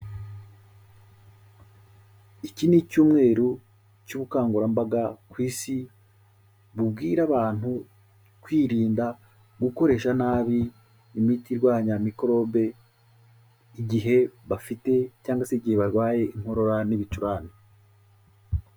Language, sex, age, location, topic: Kinyarwanda, male, 36-49, Kigali, health